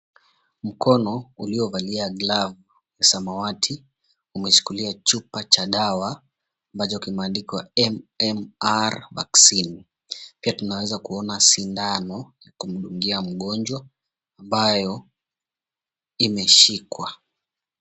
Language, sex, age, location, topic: Swahili, male, 25-35, Mombasa, health